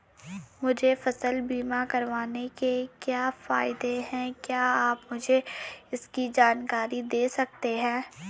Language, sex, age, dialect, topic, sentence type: Hindi, female, 31-35, Garhwali, banking, question